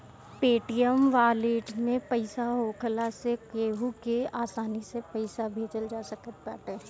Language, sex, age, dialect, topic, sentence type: Bhojpuri, female, 18-24, Northern, banking, statement